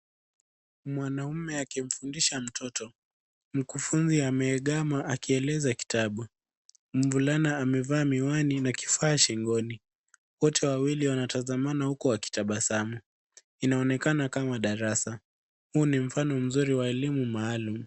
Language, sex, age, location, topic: Swahili, female, 18-24, Nairobi, education